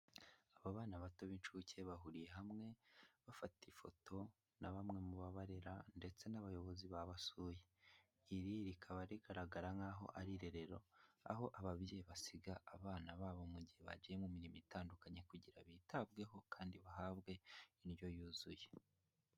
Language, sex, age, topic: Kinyarwanda, male, 18-24, health